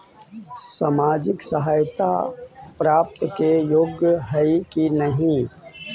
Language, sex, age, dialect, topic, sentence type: Magahi, male, 41-45, Central/Standard, banking, question